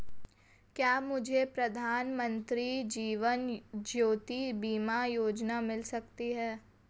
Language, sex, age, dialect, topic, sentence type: Hindi, female, 18-24, Marwari Dhudhari, banking, question